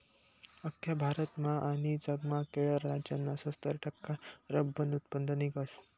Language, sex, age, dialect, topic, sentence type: Marathi, male, 18-24, Northern Konkan, agriculture, statement